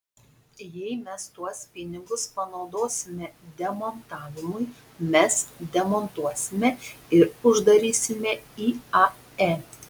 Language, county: Lithuanian, Panevėžys